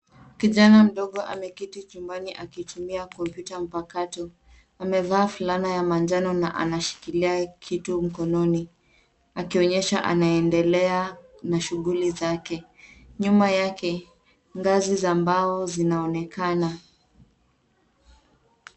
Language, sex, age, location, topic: Swahili, female, 18-24, Nairobi, education